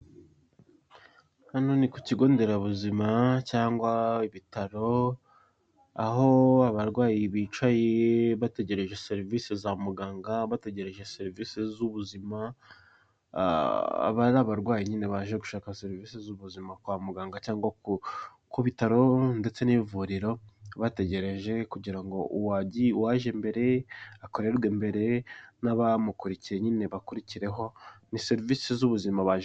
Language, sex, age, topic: Kinyarwanda, male, 18-24, government